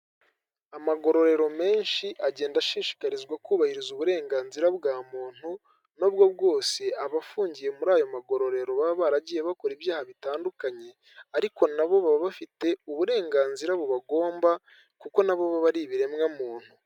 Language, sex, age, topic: Kinyarwanda, male, 18-24, government